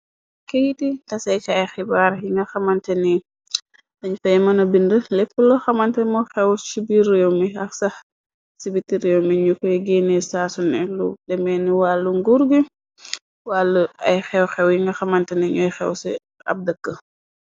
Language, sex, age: Wolof, female, 25-35